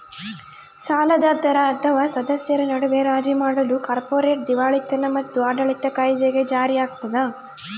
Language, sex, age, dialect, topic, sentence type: Kannada, female, 18-24, Central, banking, statement